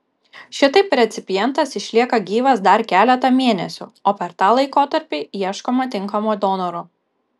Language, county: Lithuanian, Kaunas